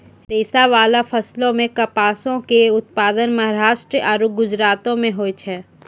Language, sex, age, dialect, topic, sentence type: Maithili, female, 60-100, Angika, agriculture, statement